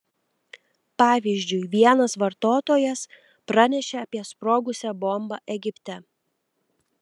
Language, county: Lithuanian, Telšiai